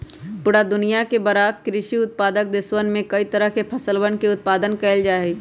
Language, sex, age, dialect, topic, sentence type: Magahi, male, 31-35, Western, agriculture, statement